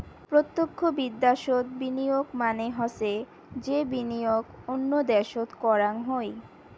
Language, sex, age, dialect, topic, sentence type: Bengali, female, 18-24, Rajbangshi, banking, statement